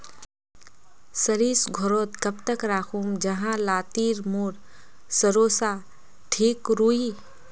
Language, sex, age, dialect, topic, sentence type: Magahi, female, 18-24, Northeastern/Surjapuri, agriculture, question